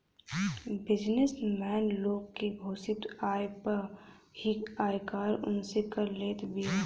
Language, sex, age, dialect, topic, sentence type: Bhojpuri, female, 18-24, Northern, banking, statement